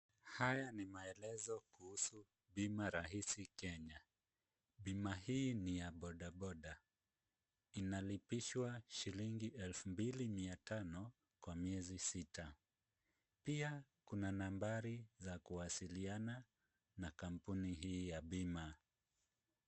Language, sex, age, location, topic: Swahili, male, 25-35, Kisumu, finance